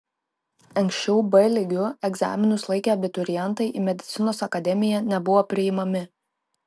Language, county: Lithuanian, Klaipėda